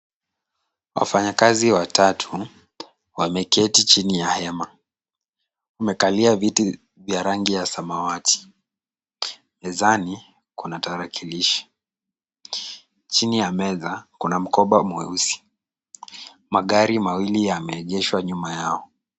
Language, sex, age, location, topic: Swahili, male, 18-24, Kisumu, government